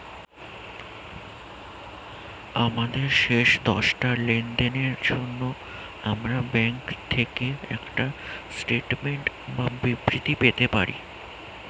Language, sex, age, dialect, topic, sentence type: Bengali, male, <18, Standard Colloquial, banking, statement